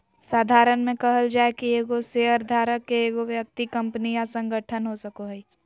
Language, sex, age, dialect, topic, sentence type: Magahi, female, 18-24, Southern, banking, statement